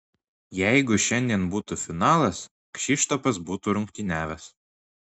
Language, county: Lithuanian, Marijampolė